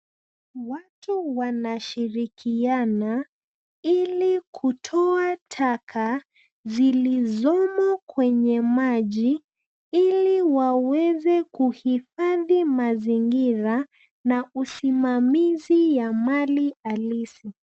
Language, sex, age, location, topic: Swahili, female, 25-35, Nairobi, government